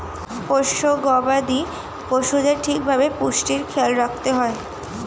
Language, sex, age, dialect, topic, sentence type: Bengali, female, 18-24, Standard Colloquial, agriculture, statement